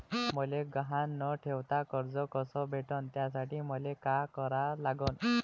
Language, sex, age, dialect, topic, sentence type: Marathi, male, 25-30, Varhadi, banking, question